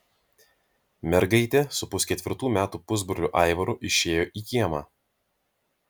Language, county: Lithuanian, Vilnius